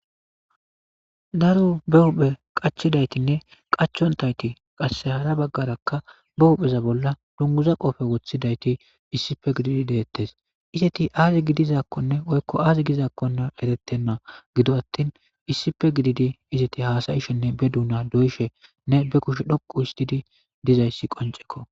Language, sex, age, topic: Gamo, male, 25-35, government